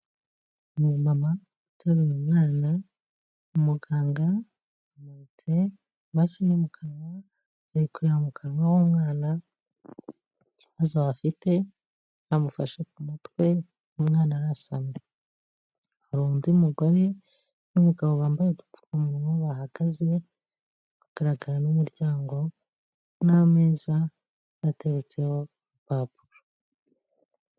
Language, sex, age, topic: Kinyarwanda, female, 25-35, health